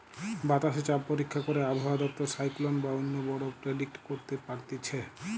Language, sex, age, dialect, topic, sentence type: Bengali, male, 18-24, Western, agriculture, statement